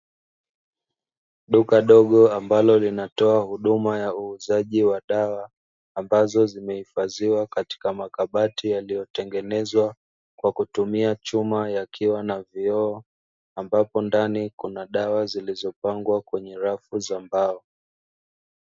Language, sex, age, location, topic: Swahili, male, 25-35, Dar es Salaam, health